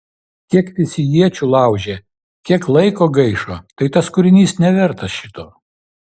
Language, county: Lithuanian, Vilnius